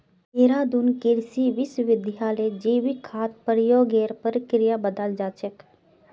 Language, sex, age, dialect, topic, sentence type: Magahi, female, 18-24, Northeastern/Surjapuri, agriculture, statement